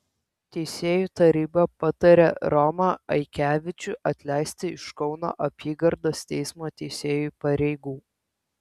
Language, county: Lithuanian, Kaunas